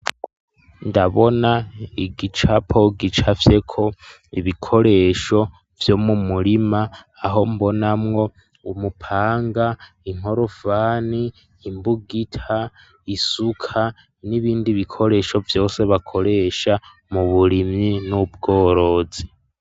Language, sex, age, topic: Rundi, male, 18-24, education